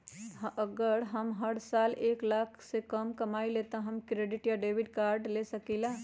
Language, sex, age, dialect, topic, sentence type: Magahi, female, 25-30, Western, banking, question